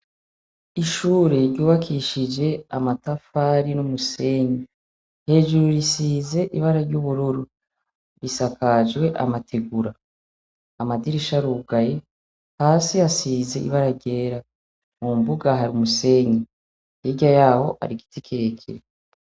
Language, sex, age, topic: Rundi, female, 36-49, education